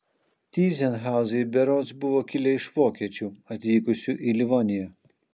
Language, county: Lithuanian, Kaunas